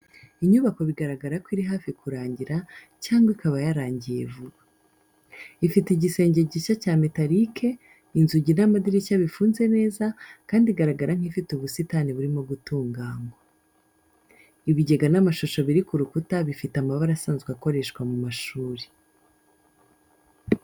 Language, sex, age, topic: Kinyarwanda, female, 25-35, education